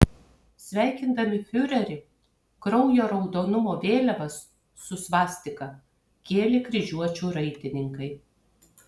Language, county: Lithuanian, Kaunas